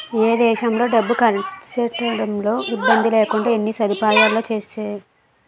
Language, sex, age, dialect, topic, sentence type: Telugu, female, 18-24, Utterandhra, banking, statement